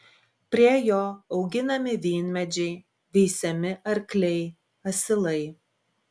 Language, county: Lithuanian, Klaipėda